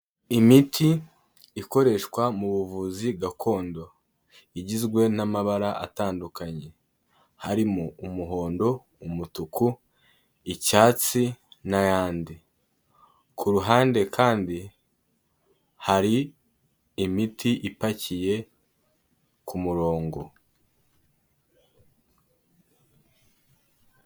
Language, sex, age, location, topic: Kinyarwanda, male, 18-24, Kigali, health